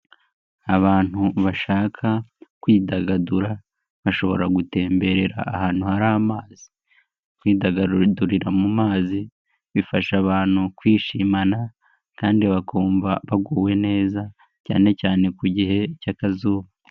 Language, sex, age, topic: Kinyarwanda, male, 18-24, finance